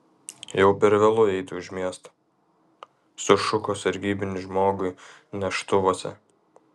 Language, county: Lithuanian, Kaunas